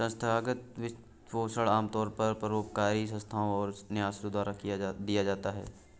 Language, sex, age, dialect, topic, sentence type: Hindi, male, 18-24, Awadhi Bundeli, banking, statement